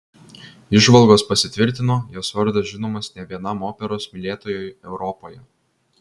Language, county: Lithuanian, Vilnius